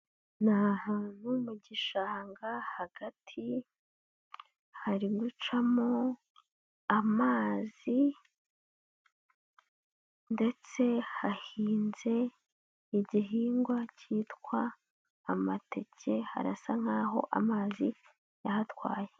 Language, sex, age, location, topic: Kinyarwanda, female, 18-24, Huye, agriculture